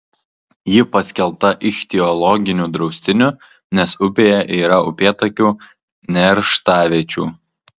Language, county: Lithuanian, Kaunas